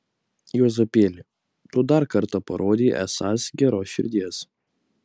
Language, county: Lithuanian, Kaunas